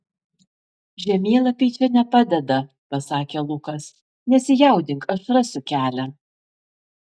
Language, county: Lithuanian, Vilnius